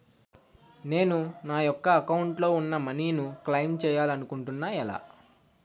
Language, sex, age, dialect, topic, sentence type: Telugu, male, 18-24, Utterandhra, banking, question